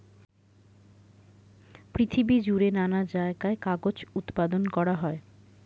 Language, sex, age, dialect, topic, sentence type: Bengali, female, 60-100, Standard Colloquial, agriculture, statement